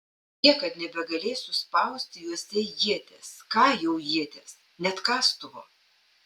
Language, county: Lithuanian, Panevėžys